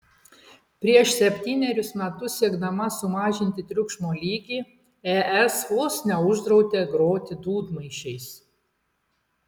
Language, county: Lithuanian, Klaipėda